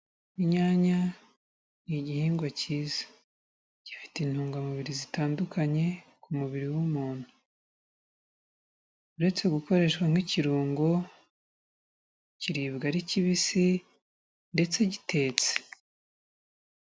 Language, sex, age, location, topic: Kinyarwanda, female, 36-49, Kigali, agriculture